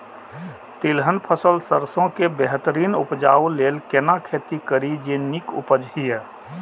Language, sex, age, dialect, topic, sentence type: Maithili, male, 41-45, Eastern / Thethi, agriculture, question